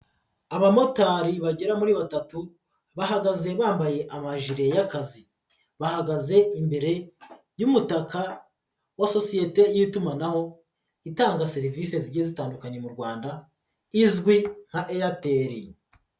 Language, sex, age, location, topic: Kinyarwanda, male, 50+, Nyagatare, finance